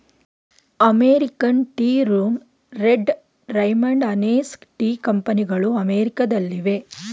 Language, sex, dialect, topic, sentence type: Kannada, female, Mysore Kannada, agriculture, statement